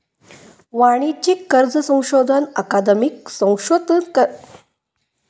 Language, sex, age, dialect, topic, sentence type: Marathi, female, 56-60, Southern Konkan, banking, statement